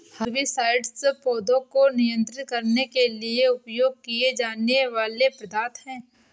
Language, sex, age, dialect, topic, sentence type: Hindi, female, 46-50, Awadhi Bundeli, agriculture, statement